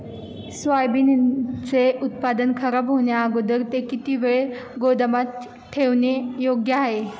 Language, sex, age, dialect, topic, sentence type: Marathi, female, 18-24, Standard Marathi, agriculture, question